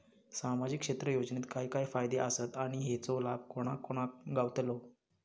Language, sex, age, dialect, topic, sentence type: Marathi, male, 31-35, Southern Konkan, banking, question